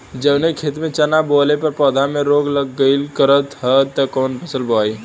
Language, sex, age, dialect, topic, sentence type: Bhojpuri, male, 18-24, Western, agriculture, question